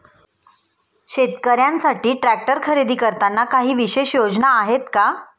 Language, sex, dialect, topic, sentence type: Marathi, female, Standard Marathi, agriculture, statement